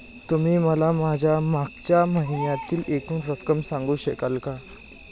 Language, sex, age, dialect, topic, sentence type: Marathi, male, 18-24, Standard Marathi, banking, question